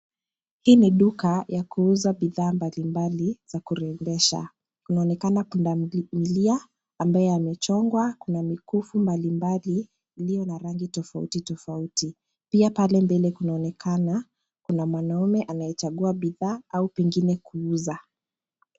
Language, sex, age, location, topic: Swahili, female, 25-35, Nairobi, finance